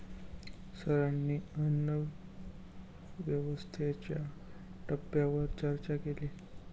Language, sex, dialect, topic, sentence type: Marathi, male, Standard Marathi, agriculture, statement